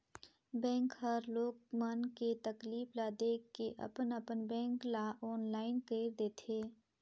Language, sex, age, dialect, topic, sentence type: Chhattisgarhi, female, 18-24, Northern/Bhandar, banking, statement